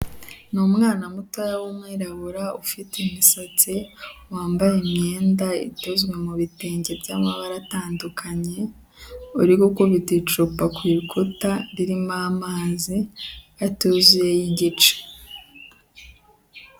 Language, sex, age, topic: Kinyarwanda, female, 18-24, health